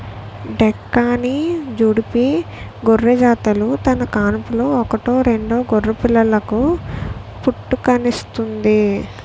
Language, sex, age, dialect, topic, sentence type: Telugu, female, 18-24, Utterandhra, agriculture, statement